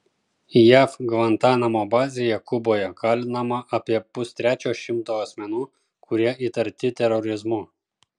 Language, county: Lithuanian, Kaunas